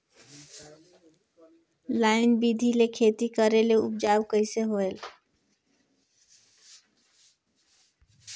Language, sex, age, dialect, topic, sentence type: Chhattisgarhi, female, 18-24, Northern/Bhandar, agriculture, question